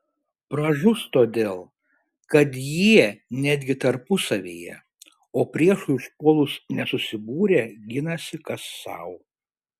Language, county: Lithuanian, Šiauliai